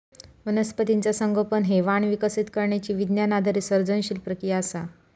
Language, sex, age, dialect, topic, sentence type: Marathi, female, 18-24, Southern Konkan, agriculture, statement